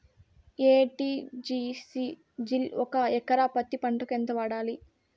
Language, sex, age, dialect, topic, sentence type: Telugu, female, 18-24, Southern, agriculture, question